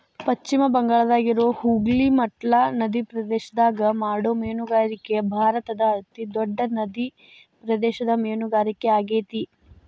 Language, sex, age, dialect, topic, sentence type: Kannada, female, 18-24, Dharwad Kannada, agriculture, statement